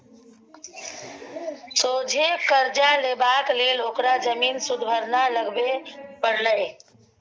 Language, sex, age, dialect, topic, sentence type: Maithili, female, 18-24, Bajjika, banking, statement